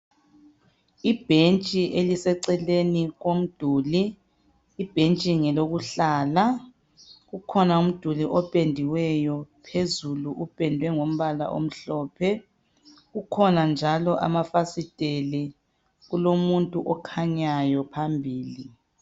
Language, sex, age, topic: North Ndebele, female, 25-35, health